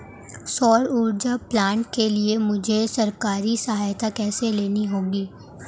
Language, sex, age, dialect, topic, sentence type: Hindi, male, 18-24, Marwari Dhudhari, agriculture, question